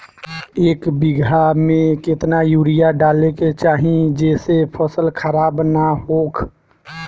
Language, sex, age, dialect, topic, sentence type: Bhojpuri, male, 18-24, Southern / Standard, agriculture, question